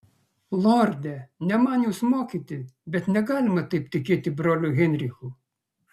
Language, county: Lithuanian, Kaunas